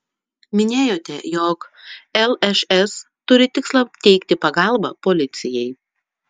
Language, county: Lithuanian, Utena